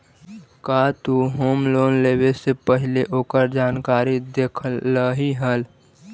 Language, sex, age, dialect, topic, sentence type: Magahi, male, 18-24, Central/Standard, agriculture, statement